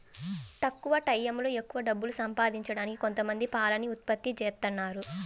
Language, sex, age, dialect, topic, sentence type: Telugu, female, 18-24, Central/Coastal, agriculture, statement